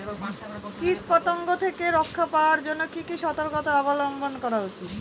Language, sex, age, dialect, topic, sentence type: Bengali, female, 18-24, Northern/Varendri, agriculture, question